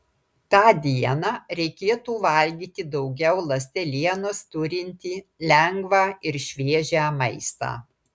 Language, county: Lithuanian, Klaipėda